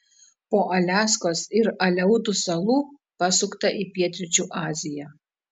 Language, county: Lithuanian, Telšiai